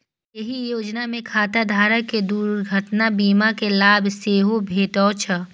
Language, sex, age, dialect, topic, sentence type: Maithili, female, 25-30, Eastern / Thethi, banking, statement